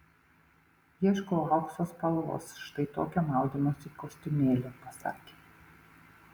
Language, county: Lithuanian, Panevėžys